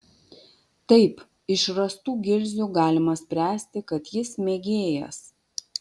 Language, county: Lithuanian, Vilnius